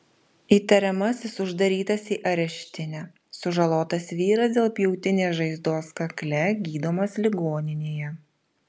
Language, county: Lithuanian, Vilnius